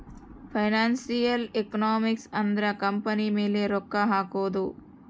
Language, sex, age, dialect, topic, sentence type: Kannada, female, 31-35, Central, banking, statement